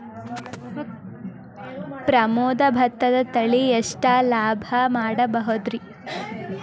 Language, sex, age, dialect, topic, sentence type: Kannada, female, 18-24, Dharwad Kannada, agriculture, question